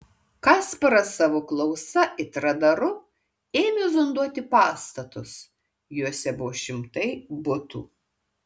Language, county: Lithuanian, Kaunas